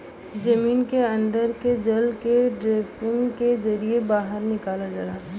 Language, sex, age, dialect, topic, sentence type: Bhojpuri, female, 18-24, Western, agriculture, statement